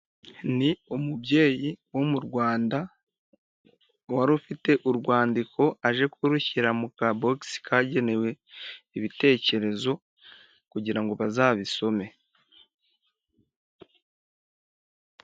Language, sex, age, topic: Kinyarwanda, male, 18-24, government